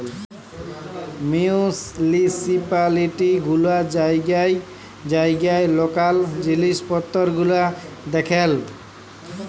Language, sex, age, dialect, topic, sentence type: Bengali, male, 18-24, Jharkhandi, banking, statement